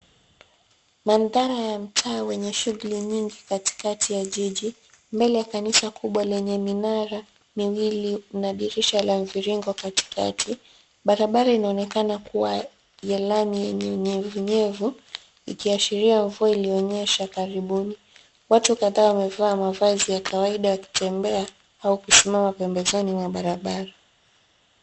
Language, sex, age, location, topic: Swahili, female, 25-35, Mombasa, government